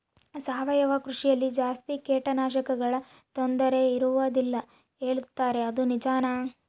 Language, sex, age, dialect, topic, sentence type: Kannada, female, 18-24, Central, agriculture, question